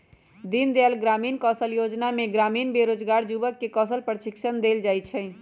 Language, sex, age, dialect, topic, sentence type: Magahi, female, 31-35, Western, banking, statement